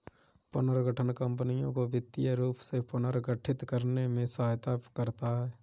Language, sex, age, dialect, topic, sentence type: Hindi, male, 25-30, Kanauji Braj Bhasha, banking, statement